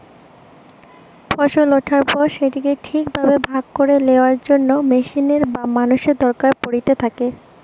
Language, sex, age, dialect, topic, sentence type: Bengali, female, 18-24, Western, agriculture, statement